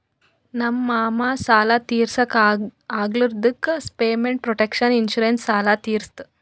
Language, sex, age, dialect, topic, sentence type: Kannada, female, 25-30, Northeastern, banking, statement